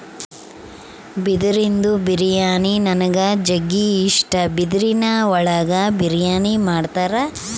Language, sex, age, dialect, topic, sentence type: Kannada, female, 36-40, Central, agriculture, statement